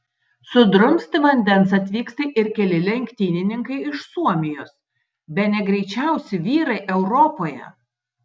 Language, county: Lithuanian, Tauragė